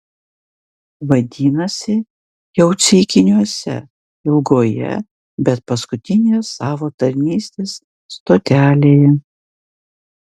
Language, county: Lithuanian, Vilnius